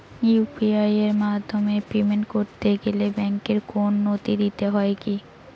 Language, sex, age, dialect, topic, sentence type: Bengali, female, 18-24, Rajbangshi, banking, question